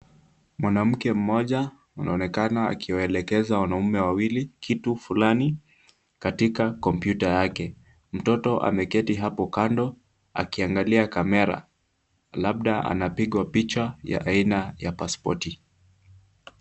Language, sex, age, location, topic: Swahili, male, 18-24, Kisumu, government